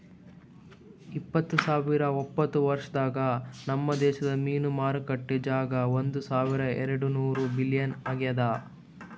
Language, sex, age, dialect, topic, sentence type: Kannada, male, 18-24, Northeastern, agriculture, statement